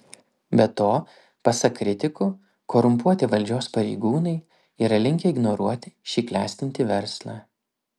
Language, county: Lithuanian, Vilnius